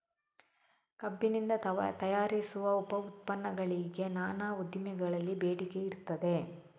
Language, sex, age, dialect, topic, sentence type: Kannada, female, 18-24, Coastal/Dakshin, agriculture, statement